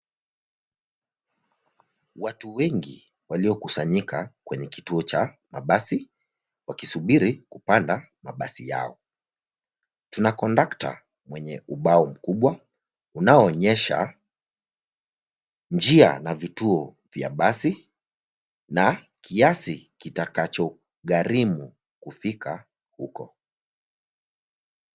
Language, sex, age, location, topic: Swahili, male, 25-35, Nairobi, government